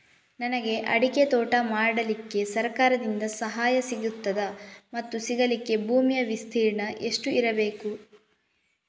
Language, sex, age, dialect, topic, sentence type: Kannada, female, 36-40, Coastal/Dakshin, agriculture, question